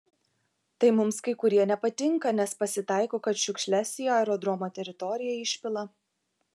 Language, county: Lithuanian, Vilnius